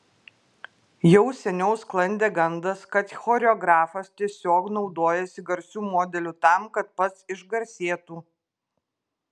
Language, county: Lithuanian, Klaipėda